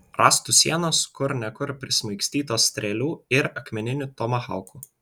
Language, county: Lithuanian, Vilnius